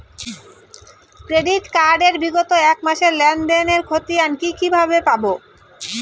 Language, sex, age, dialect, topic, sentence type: Bengali, male, 18-24, Rajbangshi, banking, question